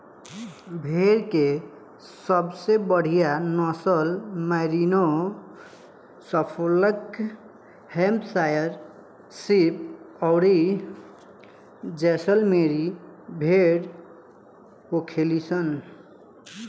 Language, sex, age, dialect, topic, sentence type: Bhojpuri, male, 18-24, Southern / Standard, agriculture, statement